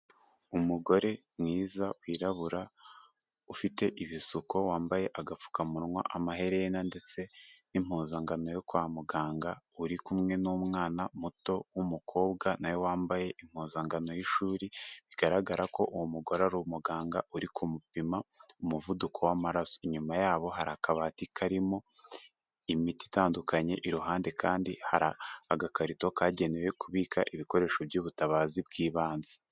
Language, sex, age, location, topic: Kinyarwanda, male, 18-24, Kigali, health